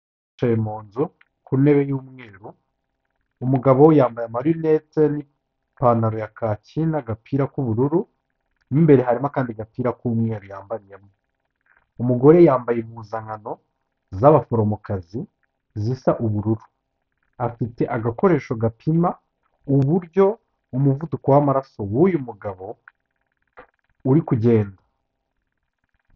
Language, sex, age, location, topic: Kinyarwanda, male, 25-35, Kigali, health